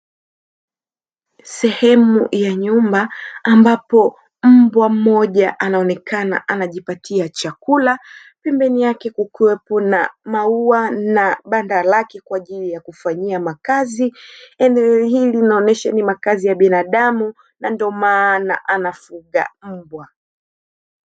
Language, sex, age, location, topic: Swahili, female, 25-35, Dar es Salaam, agriculture